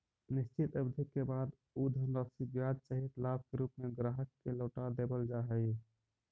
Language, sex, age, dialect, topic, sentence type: Magahi, male, 31-35, Central/Standard, banking, statement